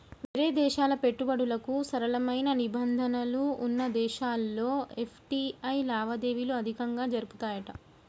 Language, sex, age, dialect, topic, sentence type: Telugu, female, 25-30, Telangana, banking, statement